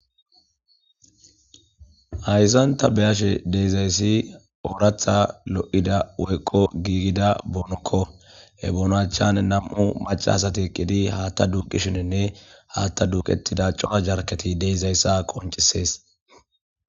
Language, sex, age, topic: Gamo, female, 18-24, government